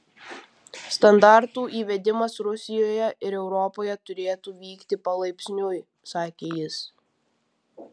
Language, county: Lithuanian, Vilnius